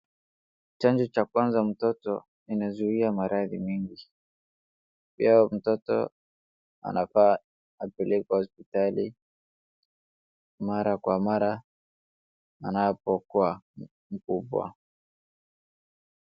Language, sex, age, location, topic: Swahili, male, 25-35, Wajir, health